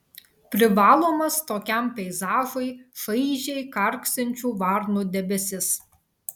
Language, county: Lithuanian, Vilnius